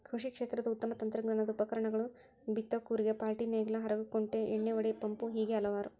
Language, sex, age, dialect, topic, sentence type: Kannada, female, 41-45, Dharwad Kannada, agriculture, statement